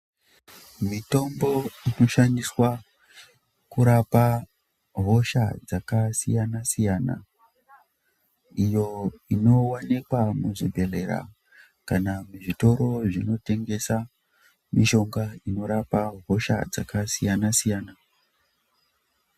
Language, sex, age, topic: Ndau, female, 18-24, health